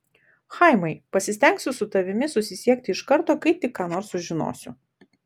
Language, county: Lithuanian, Vilnius